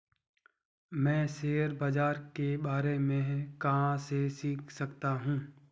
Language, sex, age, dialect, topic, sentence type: Hindi, male, 18-24, Marwari Dhudhari, banking, question